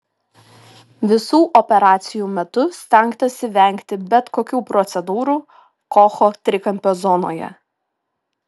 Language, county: Lithuanian, Šiauliai